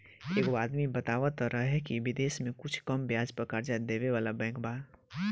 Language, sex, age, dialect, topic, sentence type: Bhojpuri, male, 18-24, Southern / Standard, banking, statement